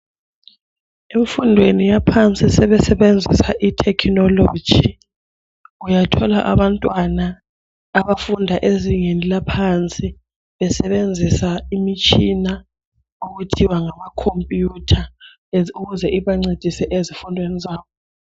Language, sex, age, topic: North Ndebele, female, 18-24, education